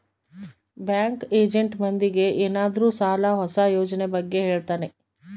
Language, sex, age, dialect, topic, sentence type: Kannada, female, 25-30, Central, banking, statement